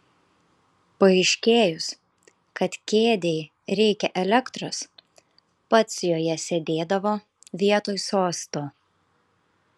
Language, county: Lithuanian, Kaunas